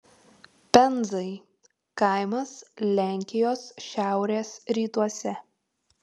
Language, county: Lithuanian, Tauragė